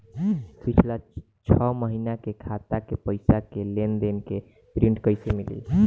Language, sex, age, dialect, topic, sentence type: Bhojpuri, male, <18, Southern / Standard, banking, question